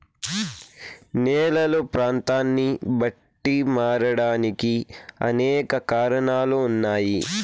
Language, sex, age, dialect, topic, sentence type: Telugu, male, 18-24, Southern, agriculture, statement